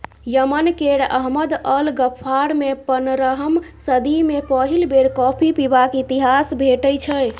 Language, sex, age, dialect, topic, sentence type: Maithili, female, 25-30, Bajjika, agriculture, statement